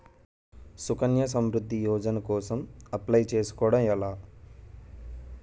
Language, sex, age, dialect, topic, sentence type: Telugu, male, 18-24, Utterandhra, banking, question